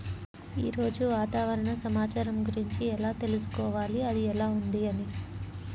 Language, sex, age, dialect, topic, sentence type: Telugu, male, 25-30, Central/Coastal, agriculture, question